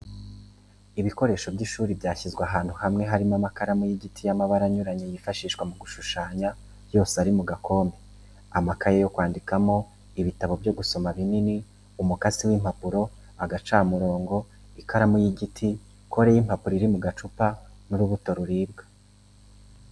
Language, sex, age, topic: Kinyarwanda, male, 25-35, education